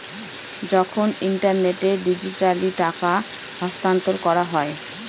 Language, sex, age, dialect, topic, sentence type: Bengali, female, 31-35, Northern/Varendri, banking, statement